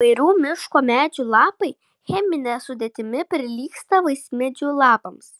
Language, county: Lithuanian, Šiauliai